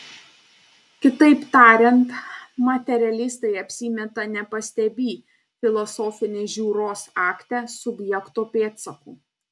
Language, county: Lithuanian, Panevėžys